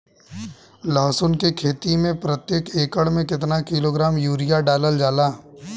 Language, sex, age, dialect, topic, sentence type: Bhojpuri, male, 18-24, Southern / Standard, agriculture, question